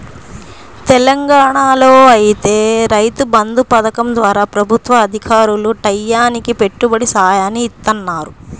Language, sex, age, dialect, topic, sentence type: Telugu, female, 31-35, Central/Coastal, agriculture, statement